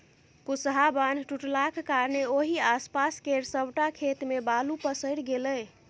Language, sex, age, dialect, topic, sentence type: Maithili, female, 51-55, Bajjika, agriculture, statement